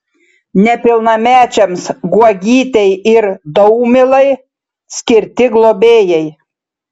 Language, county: Lithuanian, Šiauliai